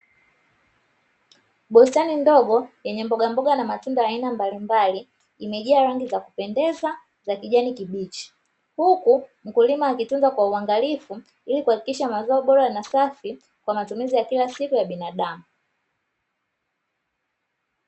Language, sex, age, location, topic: Swahili, female, 25-35, Dar es Salaam, agriculture